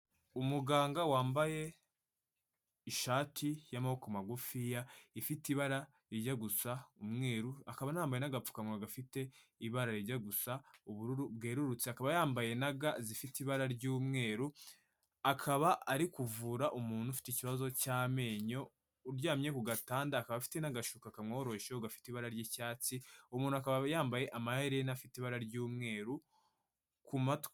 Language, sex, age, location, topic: Kinyarwanda, female, 25-35, Kigali, health